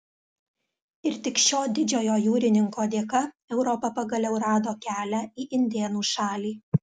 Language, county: Lithuanian, Alytus